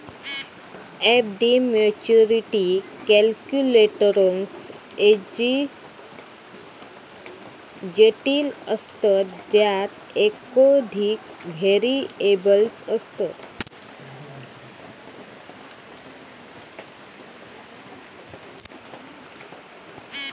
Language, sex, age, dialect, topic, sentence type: Marathi, female, 31-35, Southern Konkan, banking, statement